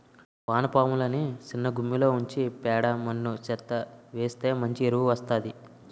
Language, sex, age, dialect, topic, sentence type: Telugu, male, 18-24, Utterandhra, agriculture, statement